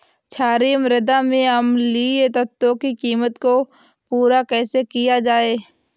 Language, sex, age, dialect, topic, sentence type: Hindi, female, 25-30, Awadhi Bundeli, agriculture, question